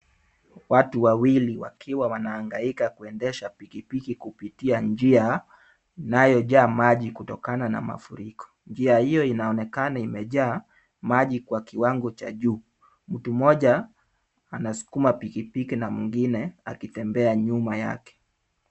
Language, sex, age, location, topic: Swahili, male, 25-35, Kisumu, health